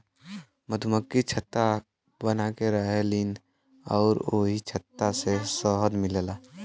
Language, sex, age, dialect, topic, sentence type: Bhojpuri, male, <18, Western, agriculture, statement